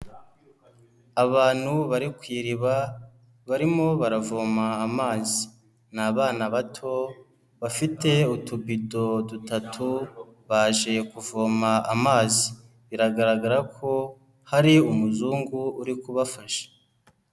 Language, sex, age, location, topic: Kinyarwanda, male, 18-24, Kigali, health